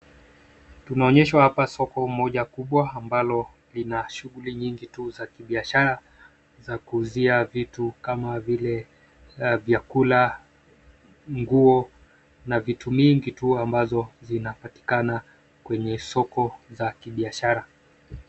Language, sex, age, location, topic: Swahili, male, 25-35, Nairobi, finance